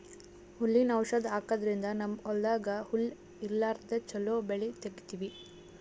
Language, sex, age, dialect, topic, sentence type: Kannada, female, 18-24, Northeastern, agriculture, statement